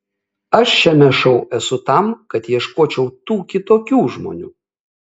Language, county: Lithuanian, Kaunas